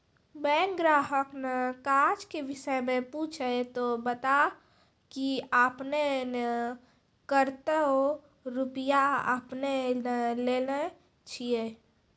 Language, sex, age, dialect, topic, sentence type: Maithili, female, 36-40, Angika, banking, question